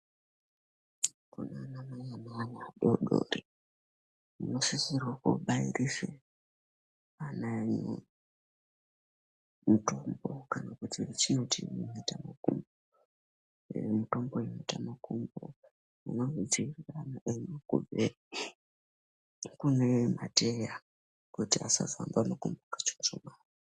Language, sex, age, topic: Ndau, male, 18-24, health